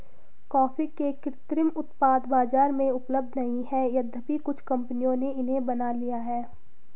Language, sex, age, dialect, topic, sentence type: Hindi, female, 25-30, Garhwali, agriculture, statement